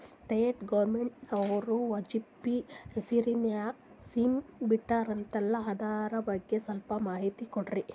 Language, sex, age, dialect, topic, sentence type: Kannada, female, 31-35, Northeastern, banking, question